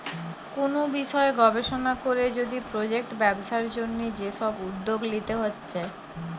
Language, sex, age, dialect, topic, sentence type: Bengali, female, 25-30, Western, banking, statement